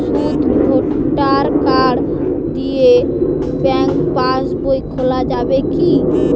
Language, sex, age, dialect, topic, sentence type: Bengali, female, 18-24, Western, banking, question